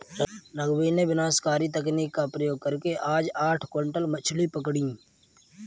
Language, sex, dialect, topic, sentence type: Hindi, male, Kanauji Braj Bhasha, agriculture, statement